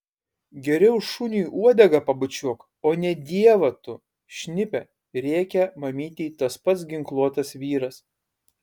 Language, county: Lithuanian, Kaunas